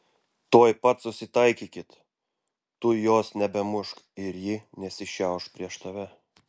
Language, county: Lithuanian, Klaipėda